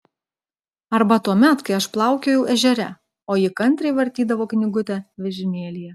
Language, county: Lithuanian, Klaipėda